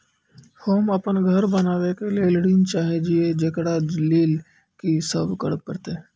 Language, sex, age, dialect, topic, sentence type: Maithili, male, 25-30, Angika, banking, question